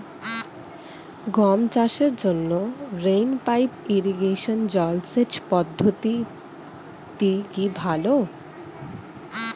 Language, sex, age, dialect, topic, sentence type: Bengali, female, 25-30, Standard Colloquial, agriculture, question